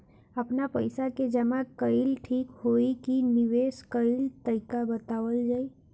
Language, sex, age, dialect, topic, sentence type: Bhojpuri, female, <18, Northern, banking, question